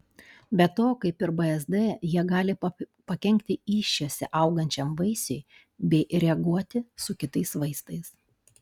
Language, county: Lithuanian, Panevėžys